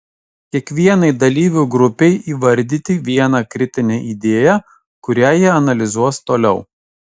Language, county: Lithuanian, Kaunas